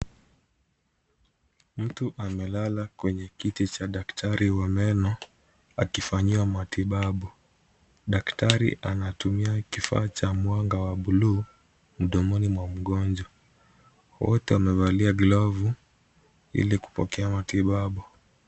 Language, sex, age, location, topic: Swahili, male, 25-35, Kisumu, health